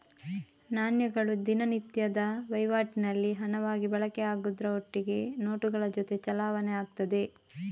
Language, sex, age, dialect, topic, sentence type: Kannada, female, 18-24, Coastal/Dakshin, banking, statement